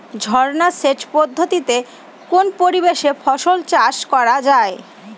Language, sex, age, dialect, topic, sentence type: Bengali, female, 18-24, Northern/Varendri, agriculture, question